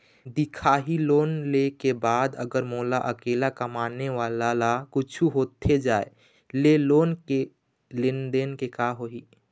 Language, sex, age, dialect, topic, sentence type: Chhattisgarhi, male, 25-30, Eastern, banking, question